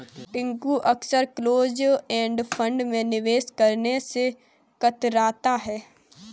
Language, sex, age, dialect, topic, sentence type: Hindi, female, 18-24, Kanauji Braj Bhasha, banking, statement